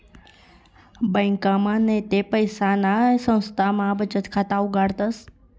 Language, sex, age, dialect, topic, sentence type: Marathi, female, 18-24, Northern Konkan, banking, statement